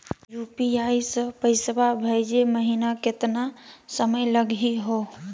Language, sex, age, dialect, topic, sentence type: Magahi, male, 31-35, Southern, banking, question